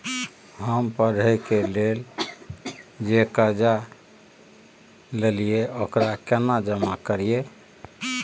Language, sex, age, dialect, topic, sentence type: Maithili, male, 46-50, Bajjika, banking, question